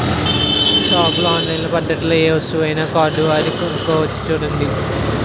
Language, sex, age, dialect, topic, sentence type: Telugu, male, 18-24, Utterandhra, banking, statement